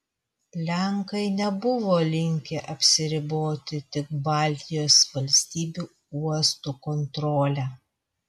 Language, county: Lithuanian, Vilnius